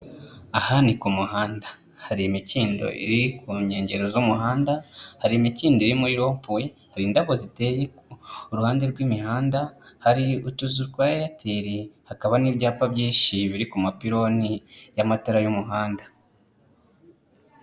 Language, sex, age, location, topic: Kinyarwanda, male, 25-35, Kigali, government